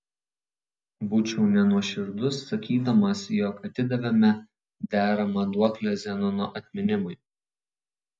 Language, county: Lithuanian, Vilnius